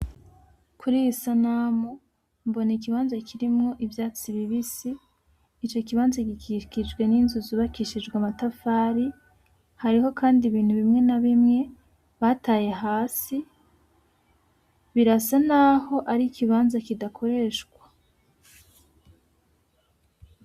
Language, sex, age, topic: Rundi, female, 18-24, agriculture